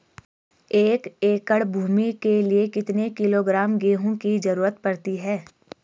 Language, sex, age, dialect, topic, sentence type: Hindi, female, 25-30, Garhwali, agriculture, question